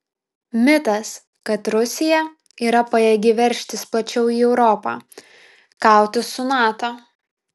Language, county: Lithuanian, Vilnius